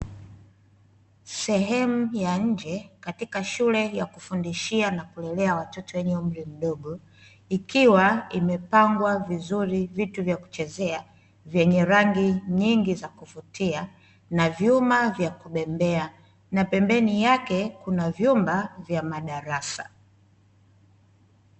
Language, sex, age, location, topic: Swahili, female, 25-35, Dar es Salaam, education